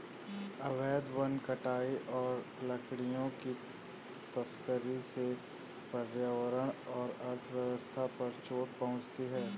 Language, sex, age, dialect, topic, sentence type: Hindi, male, 18-24, Hindustani Malvi Khadi Boli, agriculture, statement